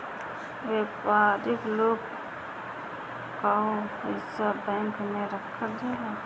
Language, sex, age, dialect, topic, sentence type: Bhojpuri, female, 25-30, Northern, banking, statement